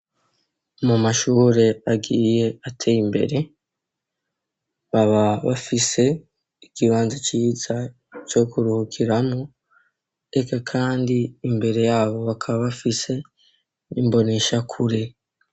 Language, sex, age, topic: Rundi, male, 18-24, education